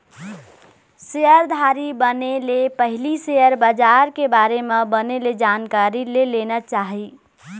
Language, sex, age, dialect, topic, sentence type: Chhattisgarhi, female, 18-24, Eastern, banking, statement